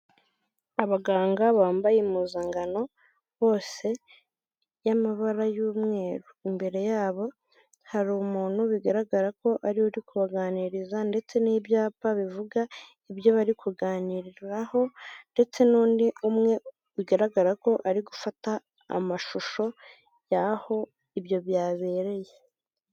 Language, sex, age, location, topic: Kinyarwanda, female, 25-35, Kigali, health